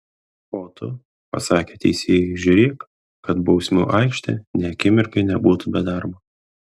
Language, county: Lithuanian, Kaunas